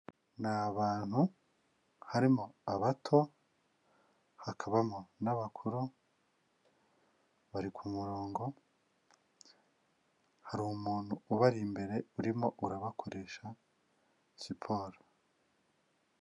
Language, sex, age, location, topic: Kinyarwanda, male, 25-35, Kigali, health